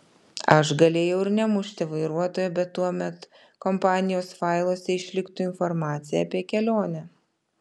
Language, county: Lithuanian, Vilnius